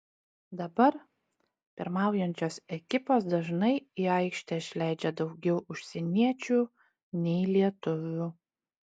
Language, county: Lithuanian, Utena